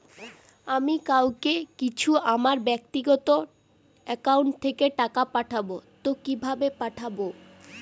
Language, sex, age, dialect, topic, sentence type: Bengali, female, 18-24, Northern/Varendri, banking, question